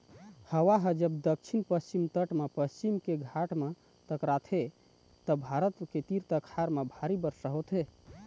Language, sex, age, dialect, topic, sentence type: Chhattisgarhi, male, 31-35, Eastern, agriculture, statement